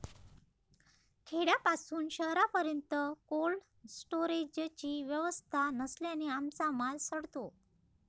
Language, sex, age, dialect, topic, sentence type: Marathi, female, 31-35, Varhadi, agriculture, statement